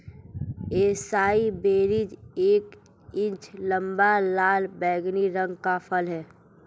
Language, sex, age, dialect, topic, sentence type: Hindi, female, 18-24, Marwari Dhudhari, agriculture, statement